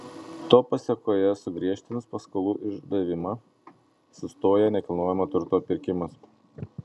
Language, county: Lithuanian, Panevėžys